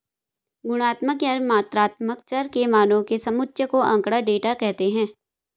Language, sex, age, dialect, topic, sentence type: Hindi, female, 18-24, Hindustani Malvi Khadi Boli, banking, statement